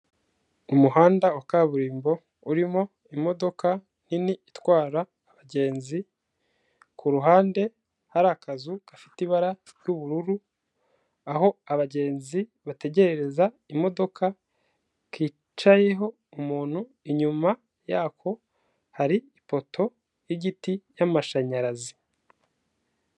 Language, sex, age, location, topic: Kinyarwanda, male, 25-35, Kigali, government